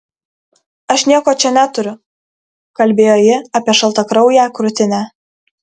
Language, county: Lithuanian, Kaunas